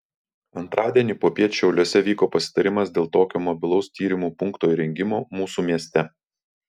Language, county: Lithuanian, Vilnius